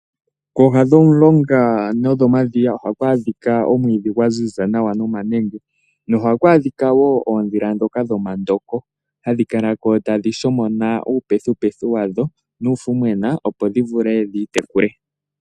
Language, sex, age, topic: Oshiwambo, male, 18-24, agriculture